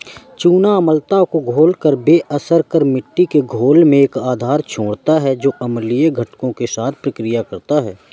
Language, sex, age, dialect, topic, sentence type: Hindi, male, 18-24, Awadhi Bundeli, agriculture, statement